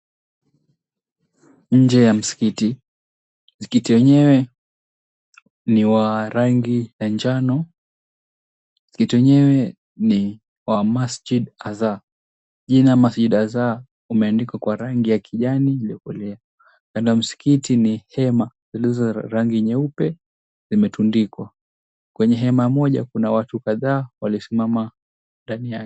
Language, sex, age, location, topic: Swahili, male, 18-24, Mombasa, government